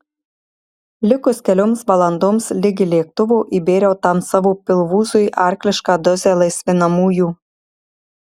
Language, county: Lithuanian, Marijampolė